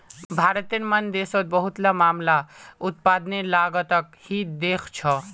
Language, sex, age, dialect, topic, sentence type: Magahi, male, 18-24, Northeastern/Surjapuri, banking, statement